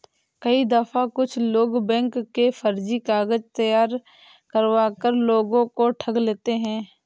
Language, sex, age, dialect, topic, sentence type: Hindi, female, 18-24, Awadhi Bundeli, banking, statement